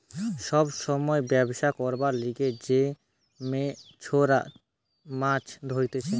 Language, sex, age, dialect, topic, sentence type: Bengali, male, 18-24, Western, agriculture, statement